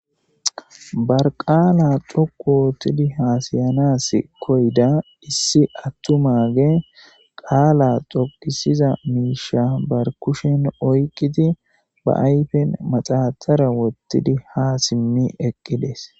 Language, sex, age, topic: Gamo, male, 25-35, government